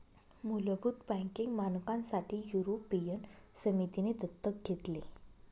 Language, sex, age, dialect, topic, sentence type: Marathi, female, 25-30, Northern Konkan, banking, statement